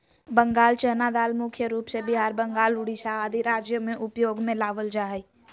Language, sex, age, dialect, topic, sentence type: Magahi, female, 56-60, Western, agriculture, statement